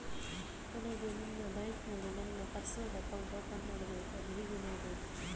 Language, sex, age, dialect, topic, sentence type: Kannada, female, 18-24, Coastal/Dakshin, banking, question